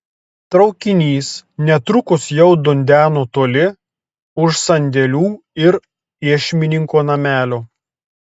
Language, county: Lithuanian, Telšiai